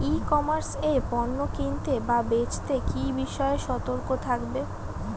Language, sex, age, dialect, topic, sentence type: Bengali, female, 31-35, Rajbangshi, agriculture, question